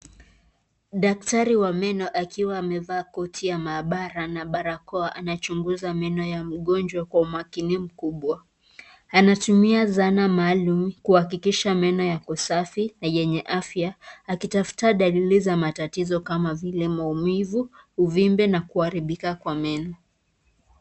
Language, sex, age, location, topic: Swahili, female, 25-35, Nakuru, health